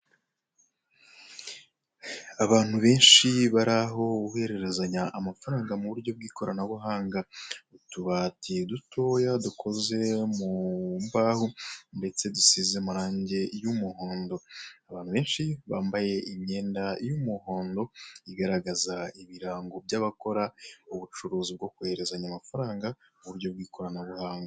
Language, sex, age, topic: Kinyarwanda, male, 25-35, finance